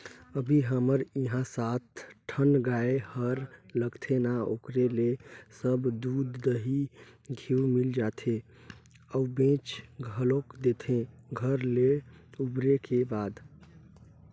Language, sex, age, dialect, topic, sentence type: Chhattisgarhi, male, 18-24, Northern/Bhandar, agriculture, statement